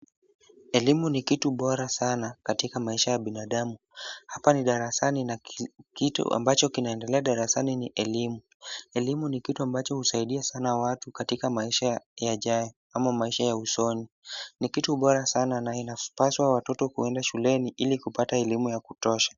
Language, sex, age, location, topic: Swahili, male, 18-24, Kisumu, education